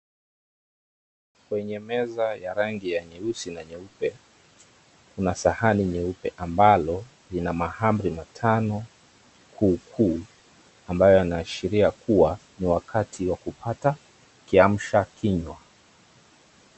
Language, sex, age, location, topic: Swahili, male, 36-49, Mombasa, agriculture